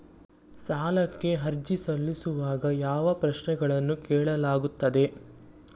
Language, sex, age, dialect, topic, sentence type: Kannada, male, 18-24, Mysore Kannada, banking, question